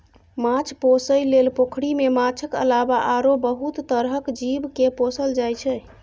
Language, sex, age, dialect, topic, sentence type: Maithili, female, 41-45, Bajjika, agriculture, statement